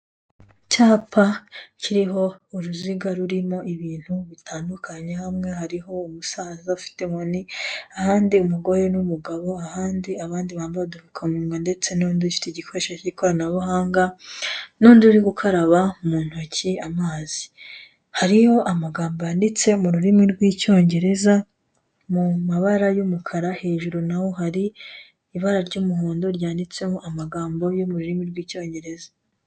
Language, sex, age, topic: Kinyarwanda, female, 18-24, health